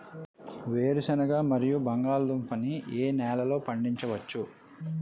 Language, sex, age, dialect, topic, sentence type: Telugu, male, 31-35, Utterandhra, agriculture, question